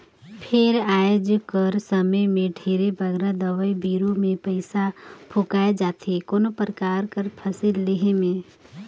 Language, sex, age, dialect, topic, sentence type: Chhattisgarhi, female, 31-35, Northern/Bhandar, agriculture, statement